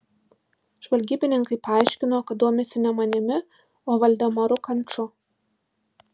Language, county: Lithuanian, Marijampolė